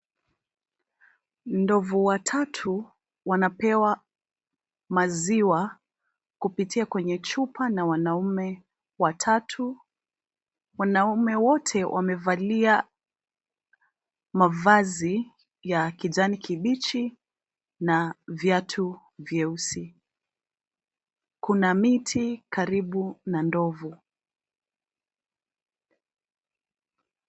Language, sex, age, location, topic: Swahili, female, 25-35, Nairobi, government